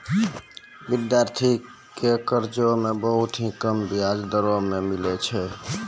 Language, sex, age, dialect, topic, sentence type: Maithili, male, 18-24, Angika, banking, statement